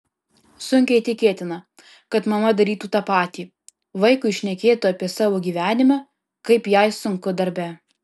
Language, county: Lithuanian, Alytus